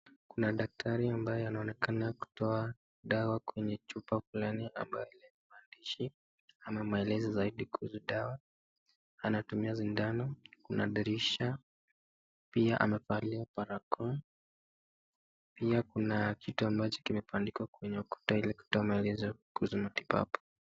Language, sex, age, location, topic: Swahili, male, 18-24, Nakuru, health